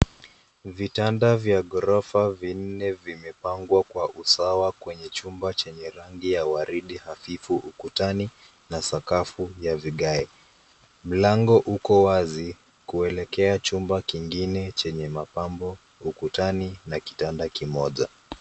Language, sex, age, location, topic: Swahili, male, 18-24, Nairobi, education